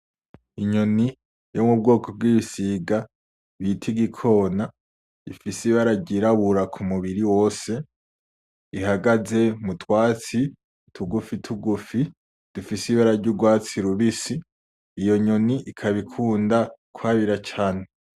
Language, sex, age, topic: Rundi, male, 18-24, agriculture